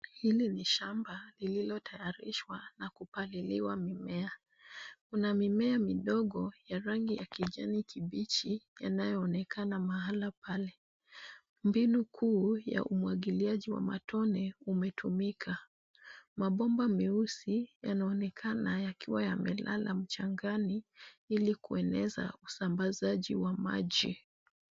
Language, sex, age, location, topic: Swahili, female, 25-35, Nairobi, agriculture